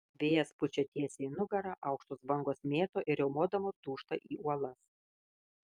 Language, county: Lithuanian, Kaunas